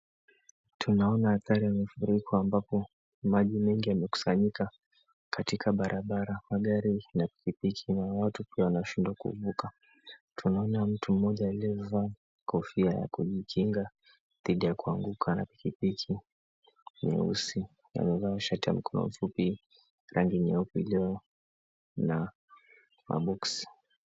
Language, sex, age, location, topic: Swahili, male, 25-35, Mombasa, health